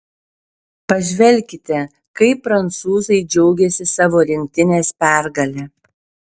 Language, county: Lithuanian, Šiauliai